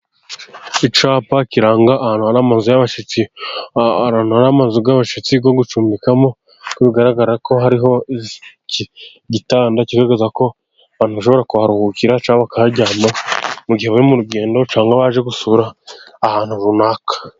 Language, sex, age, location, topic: Kinyarwanda, male, 25-35, Gakenke, finance